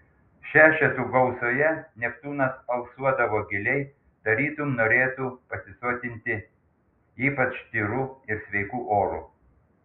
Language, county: Lithuanian, Panevėžys